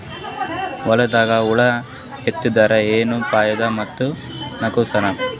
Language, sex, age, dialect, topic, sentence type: Kannada, male, 18-24, Northeastern, agriculture, question